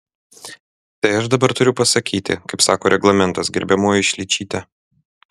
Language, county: Lithuanian, Vilnius